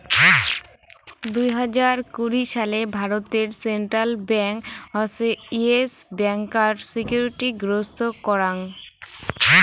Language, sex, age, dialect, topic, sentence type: Bengali, female, <18, Rajbangshi, banking, statement